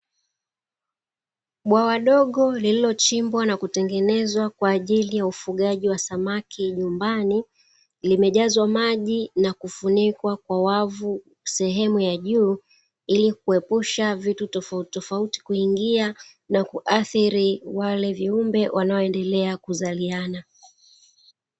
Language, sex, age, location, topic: Swahili, female, 36-49, Dar es Salaam, agriculture